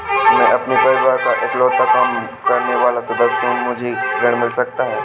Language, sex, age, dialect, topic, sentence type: Hindi, male, 18-24, Awadhi Bundeli, banking, question